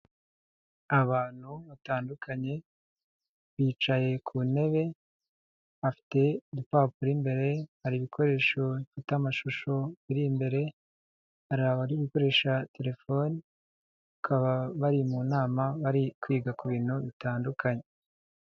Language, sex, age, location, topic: Kinyarwanda, male, 25-35, Nyagatare, government